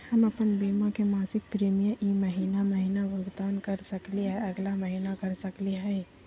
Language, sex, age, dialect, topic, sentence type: Magahi, female, 51-55, Southern, banking, question